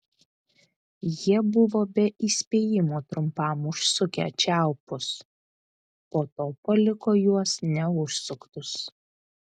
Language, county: Lithuanian, Vilnius